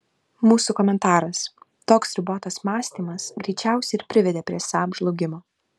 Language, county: Lithuanian, Vilnius